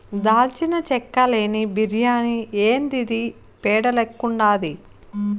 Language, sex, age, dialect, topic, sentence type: Telugu, female, 25-30, Southern, agriculture, statement